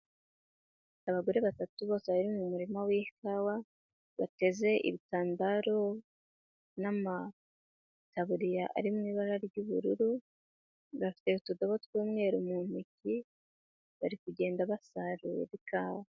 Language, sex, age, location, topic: Kinyarwanda, female, 25-35, Nyagatare, agriculture